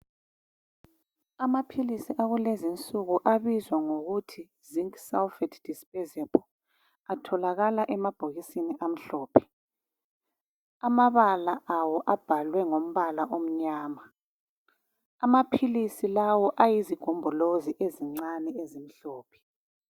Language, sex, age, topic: North Ndebele, female, 36-49, health